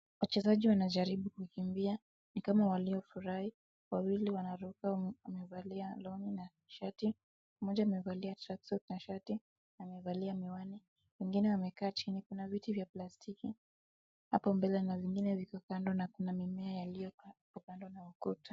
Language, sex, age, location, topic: Swahili, female, 18-24, Wajir, education